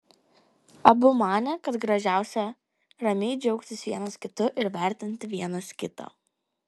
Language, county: Lithuanian, Kaunas